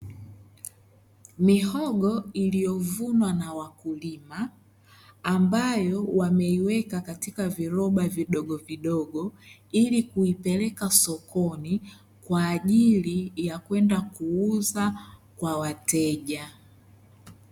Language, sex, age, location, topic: Swahili, male, 25-35, Dar es Salaam, agriculture